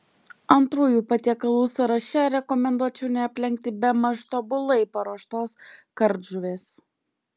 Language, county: Lithuanian, Klaipėda